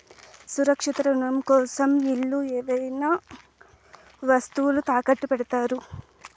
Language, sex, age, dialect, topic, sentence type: Telugu, female, 18-24, Southern, banking, statement